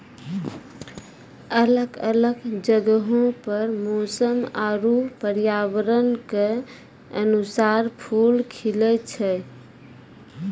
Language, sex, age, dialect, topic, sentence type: Maithili, female, 31-35, Angika, agriculture, statement